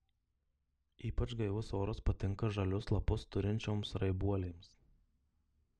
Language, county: Lithuanian, Marijampolė